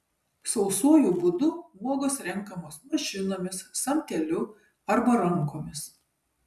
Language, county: Lithuanian, Kaunas